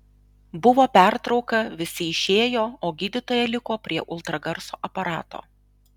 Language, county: Lithuanian, Alytus